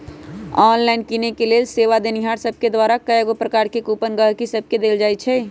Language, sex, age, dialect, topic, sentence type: Magahi, male, 25-30, Western, banking, statement